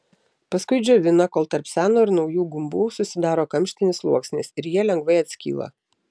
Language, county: Lithuanian, Telšiai